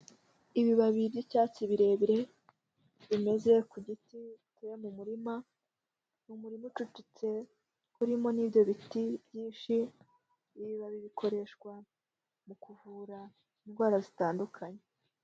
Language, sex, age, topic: Kinyarwanda, female, 18-24, health